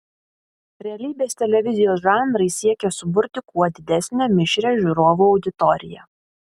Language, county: Lithuanian, Vilnius